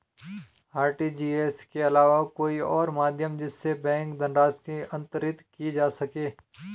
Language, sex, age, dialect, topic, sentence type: Hindi, male, 36-40, Garhwali, banking, question